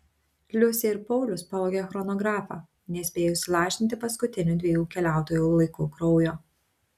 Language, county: Lithuanian, Šiauliai